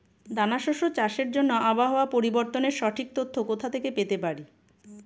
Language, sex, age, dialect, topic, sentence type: Bengali, female, 46-50, Standard Colloquial, agriculture, question